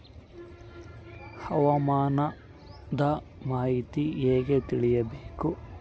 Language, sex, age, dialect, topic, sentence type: Kannada, male, 51-55, Central, agriculture, question